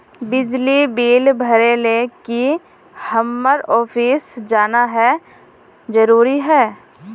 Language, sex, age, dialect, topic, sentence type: Magahi, female, 18-24, Northeastern/Surjapuri, banking, question